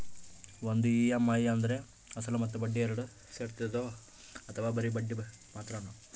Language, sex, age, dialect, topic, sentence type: Kannada, male, 18-24, Central, banking, question